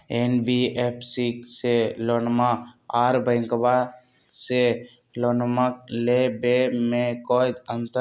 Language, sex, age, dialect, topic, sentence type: Magahi, male, 25-30, Western, banking, question